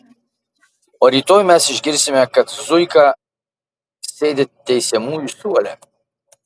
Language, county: Lithuanian, Marijampolė